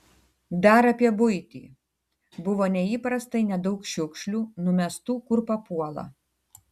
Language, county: Lithuanian, Tauragė